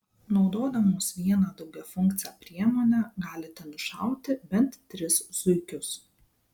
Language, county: Lithuanian, Vilnius